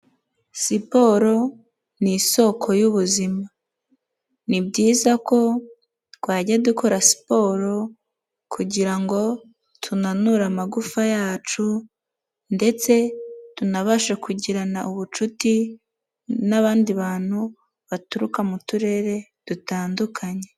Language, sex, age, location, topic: Kinyarwanda, female, 18-24, Nyagatare, government